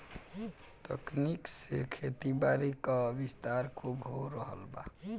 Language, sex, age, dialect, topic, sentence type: Bhojpuri, male, 18-24, Northern, agriculture, statement